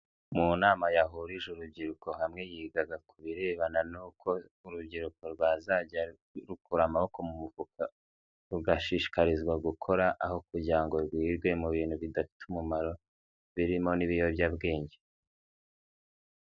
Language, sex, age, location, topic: Kinyarwanda, male, 18-24, Huye, government